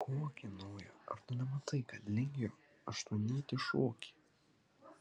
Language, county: Lithuanian, Kaunas